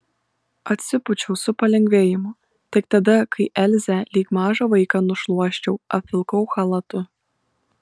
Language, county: Lithuanian, Kaunas